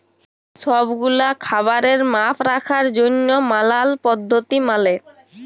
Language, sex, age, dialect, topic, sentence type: Bengali, female, 18-24, Jharkhandi, agriculture, statement